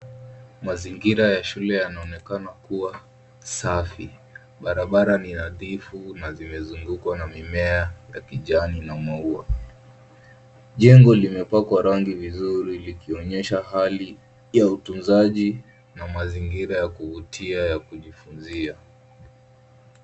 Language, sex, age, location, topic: Swahili, male, 18-24, Nairobi, education